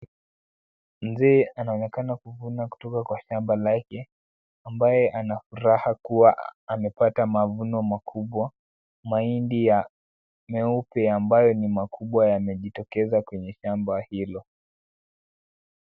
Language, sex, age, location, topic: Swahili, male, 18-24, Kisumu, agriculture